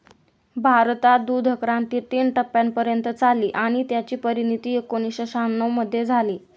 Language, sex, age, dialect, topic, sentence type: Marathi, female, 18-24, Standard Marathi, agriculture, statement